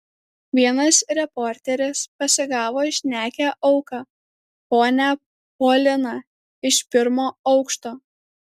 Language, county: Lithuanian, Alytus